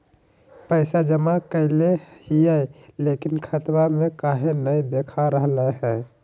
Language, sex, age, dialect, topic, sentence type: Magahi, male, 25-30, Southern, banking, question